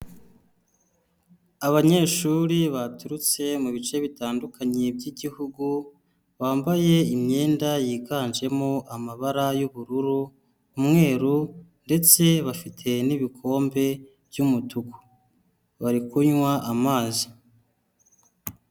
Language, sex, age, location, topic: Kinyarwanda, male, 18-24, Huye, health